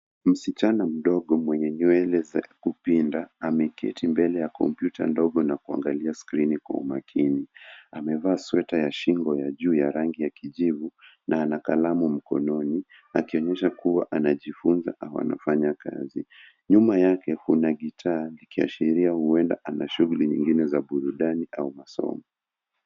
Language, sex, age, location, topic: Swahili, male, 25-35, Nairobi, education